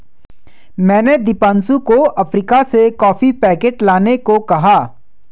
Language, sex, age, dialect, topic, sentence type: Hindi, male, 25-30, Hindustani Malvi Khadi Boli, agriculture, statement